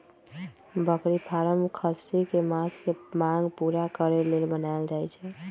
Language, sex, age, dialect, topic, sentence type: Magahi, female, 18-24, Western, agriculture, statement